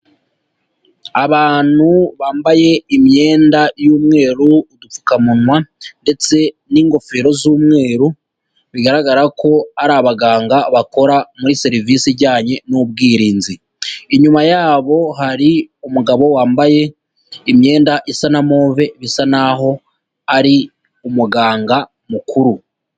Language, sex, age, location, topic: Kinyarwanda, female, 36-49, Huye, health